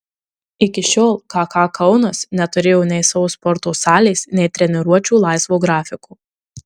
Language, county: Lithuanian, Marijampolė